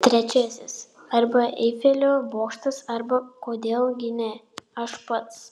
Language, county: Lithuanian, Panevėžys